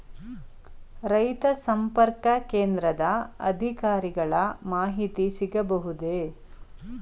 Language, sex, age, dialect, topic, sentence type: Kannada, female, 36-40, Mysore Kannada, agriculture, question